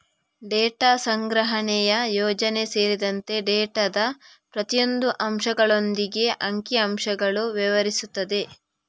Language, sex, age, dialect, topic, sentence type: Kannada, female, 41-45, Coastal/Dakshin, banking, statement